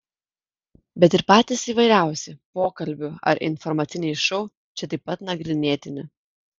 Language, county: Lithuanian, Kaunas